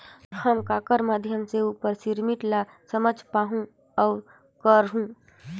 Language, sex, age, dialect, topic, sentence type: Chhattisgarhi, female, 25-30, Northern/Bhandar, banking, question